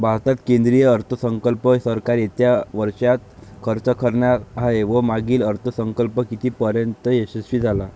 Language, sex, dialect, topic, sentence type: Marathi, male, Varhadi, banking, statement